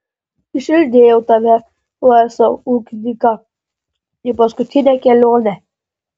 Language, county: Lithuanian, Panevėžys